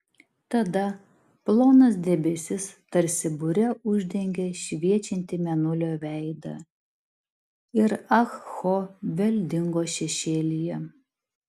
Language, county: Lithuanian, Šiauliai